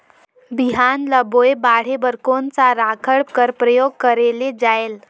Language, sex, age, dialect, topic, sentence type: Chhattisgarhi, female, 18-24, Northern/Bhandar, agriculture, question